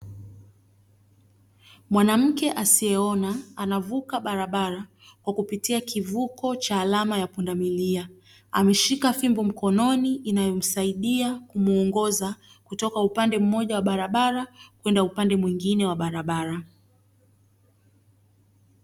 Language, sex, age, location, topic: Swahili, female, 25-35, Dar es Salaam, government